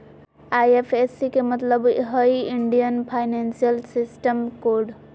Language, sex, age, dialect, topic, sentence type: Magahi, female, 18-24, Southern, banking, statement